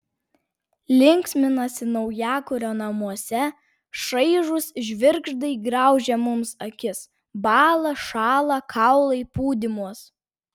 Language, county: Lithuanian, Vilnius